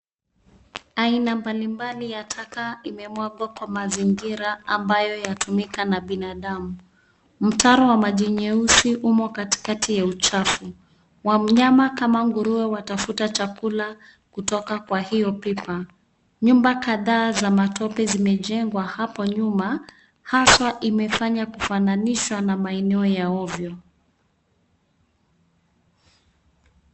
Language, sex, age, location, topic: Swahili, female, 36-49, Nairobi, government